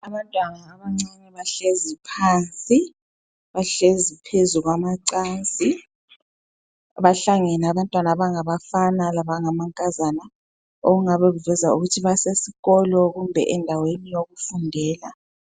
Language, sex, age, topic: North Ndebele, female, 25-35, education